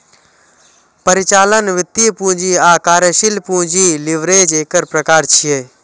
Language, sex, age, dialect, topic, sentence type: Maithili, male, 25-30, Eastern / Thethi, banking, statement